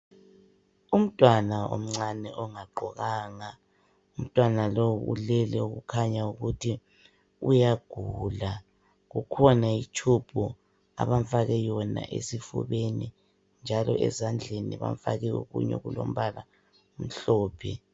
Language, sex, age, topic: North Ndebele, female, 25-35, health